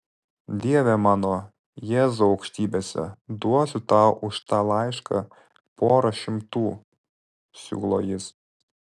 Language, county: Lithuanian, Vilnius